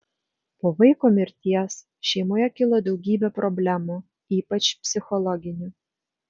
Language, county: Lithuanian, Vilnius